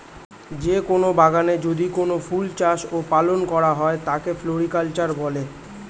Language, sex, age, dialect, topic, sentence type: Bengali, male, 18-24, Standard Colloquial, agriculture, statement